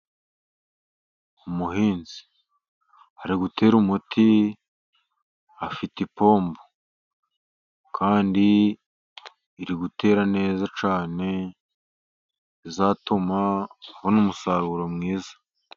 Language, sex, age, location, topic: Kinyarwanda, male, 50+, Musanze, agriculture